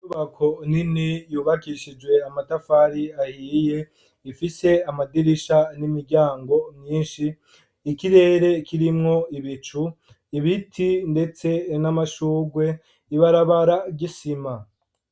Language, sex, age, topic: Rundi, male, 25-35, education